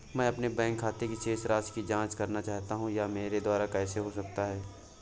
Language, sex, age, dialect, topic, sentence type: Hindi, male, 18-24, Awadhi Bundeli, banking, question